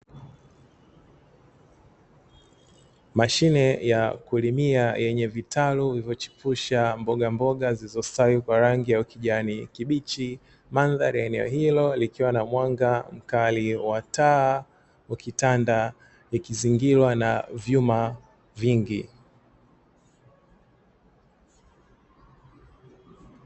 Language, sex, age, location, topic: Swahili, male, 36-49, Dar es Salaam, agriculture